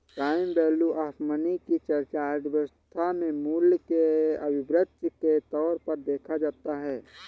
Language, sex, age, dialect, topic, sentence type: Hindi, male, 31-35, Awadhi Bundeli, banking, statement